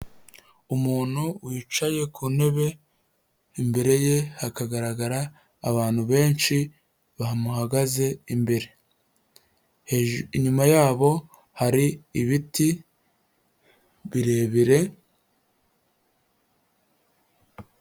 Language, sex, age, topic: Kinyarwanda, male, 25-35, health